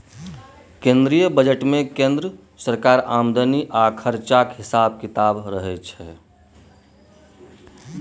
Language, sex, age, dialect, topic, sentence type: Maithili, male, 41-45, Bajjika, banking, statement